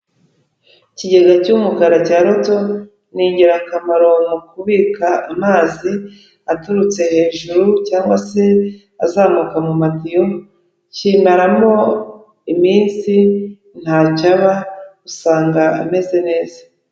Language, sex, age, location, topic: Kinyarwanda, female, 36-49, Kigali, education